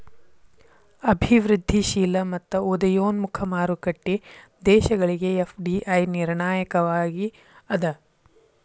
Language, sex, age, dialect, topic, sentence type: Kannada, female, 51-55, Dharwad Kannada, banking, statement